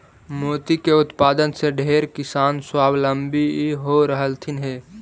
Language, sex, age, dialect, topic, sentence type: Magahi, male, 18-24, Central/Standard, agriculture, statement